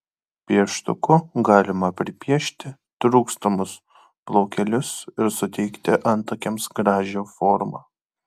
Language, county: Lithuanian, Kaunas